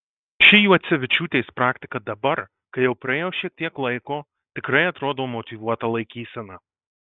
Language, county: Lithuanian, Marijampolė